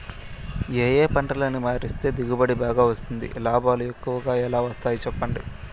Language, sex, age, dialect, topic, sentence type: Telugu, male, 18-24, Southern, agriculture, question